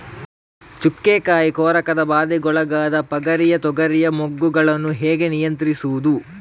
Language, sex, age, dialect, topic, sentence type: Kannada, male, 36-40, Coastal/Dakshin, agriculture, question